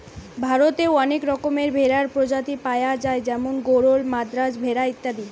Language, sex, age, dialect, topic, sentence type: Bengali, female, 18-24, Western, agriculture, statement